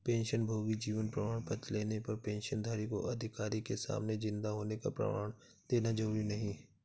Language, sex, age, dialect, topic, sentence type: Hindi, male, 36-40, Awadhi Bundeli, banking, statement